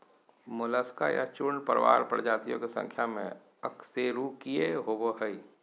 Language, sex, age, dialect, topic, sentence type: Magahi, male, 60-100, Southern, agriculture, statement